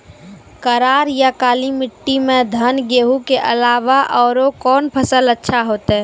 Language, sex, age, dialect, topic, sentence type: Maithili, female, 51-55, Angika, agriculture, question